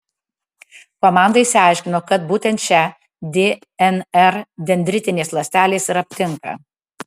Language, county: Lithuanian, Tauragė